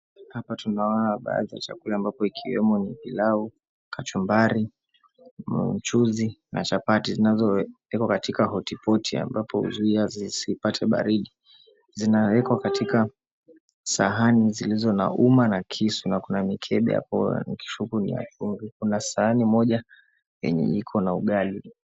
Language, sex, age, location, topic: Swahili, male, 25-35, Mombasa, agriculture